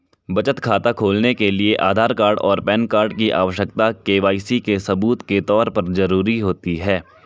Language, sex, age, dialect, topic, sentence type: Hindi, male, 18-24, Marwari Dhudhari, banking, statement